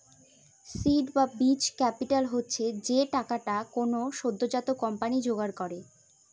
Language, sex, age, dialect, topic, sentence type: Bengali, female, 18-24, Northern/Varendri, banking, statement